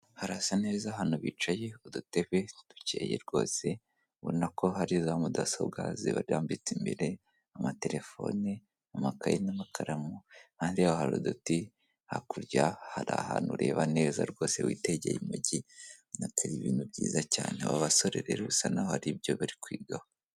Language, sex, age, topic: Kinyarwanda, male, 18-24, government